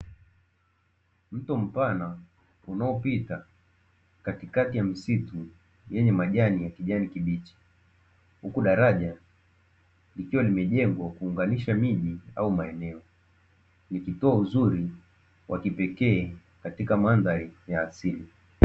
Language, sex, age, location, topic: Swahili, male, 18-24, Dar es Salaam, agriculture